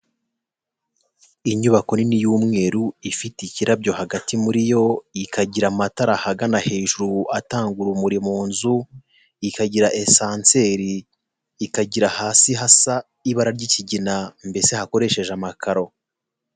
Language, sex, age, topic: Kinyarwanda, male, 25-35, health